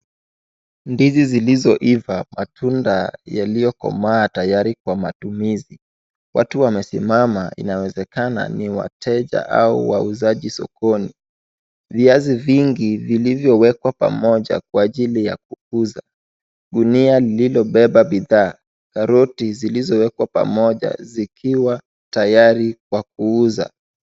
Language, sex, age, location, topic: Swahili, male, 18-24, Wajir, finance